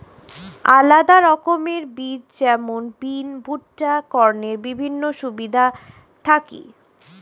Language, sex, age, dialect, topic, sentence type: Bengali, female, 25-30, Standard Colloquial, agriculture, statement